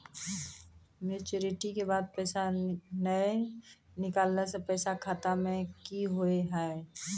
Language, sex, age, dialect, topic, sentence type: Maithili, female, 31-35, Angika, banking, question